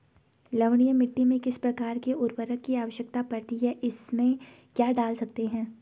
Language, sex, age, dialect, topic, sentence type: Hindi, female, 18-24, Garhwali, agriculture, question